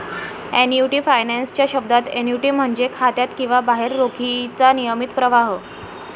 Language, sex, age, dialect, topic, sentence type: Marathi, female, <18, Varhadi, banking, statement